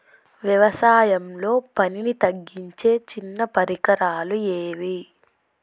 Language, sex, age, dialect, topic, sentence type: Telugu, female, 18-24, Telangana, agriculture, question